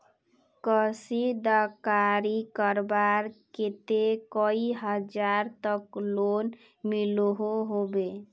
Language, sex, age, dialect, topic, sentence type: Magahi, female, 18-24, Northeastern/Surjapuri, banking, question